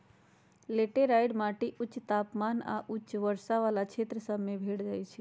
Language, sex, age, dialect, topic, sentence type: Magahi, male, 36-40, Western, agriculture, statement